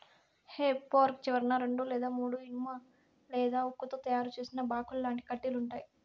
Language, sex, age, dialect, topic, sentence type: Telugu, female, 56-60, Southern, agriculture, statement